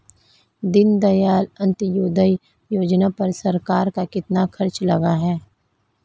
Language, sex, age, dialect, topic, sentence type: Hindi, female, 31-35, Marwari Dhudhari, banking, statement